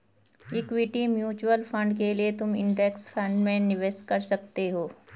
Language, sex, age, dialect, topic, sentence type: Hindi, female, 36-40, Garhwali, banking, statement